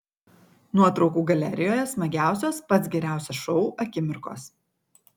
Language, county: Lithuanian, Kaunas